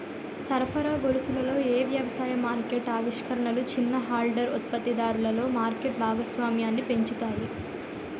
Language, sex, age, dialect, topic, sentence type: Telugu, female, 18-24, Utterandhra, agriculture, question